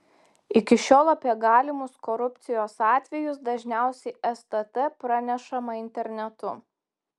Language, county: Lithuanian, Telšiai